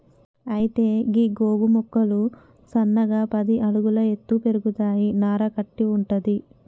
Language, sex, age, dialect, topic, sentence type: Telugu, female, 18-24, Telangana, agriculture, statement